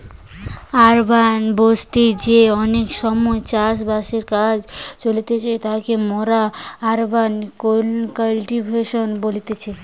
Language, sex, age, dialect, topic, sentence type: Bengali, female, 18-24, Western, agriculture, statement